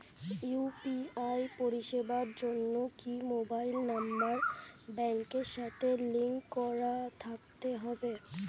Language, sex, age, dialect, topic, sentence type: Bengali, female, 25-30, Standard Colloquial, banking, question